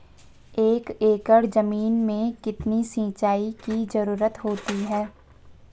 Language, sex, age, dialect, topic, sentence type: Hindi, female, 25-30, Marwari Dhudhari, agriculture, question